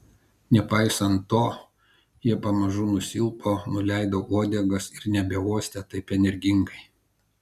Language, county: Lithuanian, Kaunas